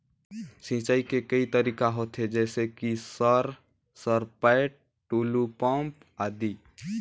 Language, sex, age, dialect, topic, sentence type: Chhattisgarhi, male, 18-24, Northern/Bhandar, agriculture, question